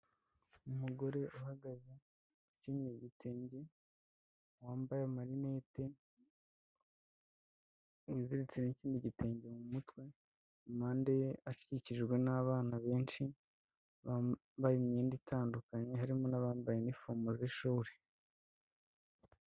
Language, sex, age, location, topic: Kinyarwanda, female, 25-35, Kigali, health